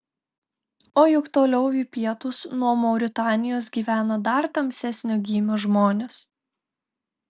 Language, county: Lithuanian, Telšiai